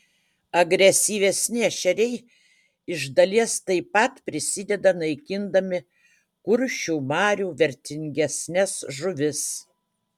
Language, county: Lithuanian, Utena